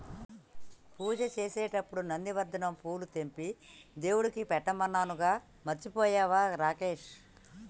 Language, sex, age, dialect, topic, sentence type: Telugu, female, 31-35, Telangana, agriculture, statement